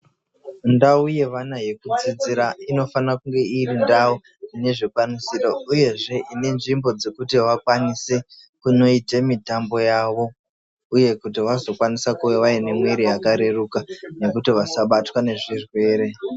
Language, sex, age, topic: Ndau, male, 25-35, education